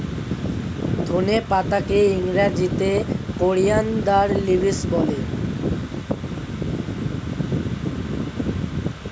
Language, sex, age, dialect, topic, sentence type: Bengali, male, 18-24, Standard Colloquial, agriculture, statement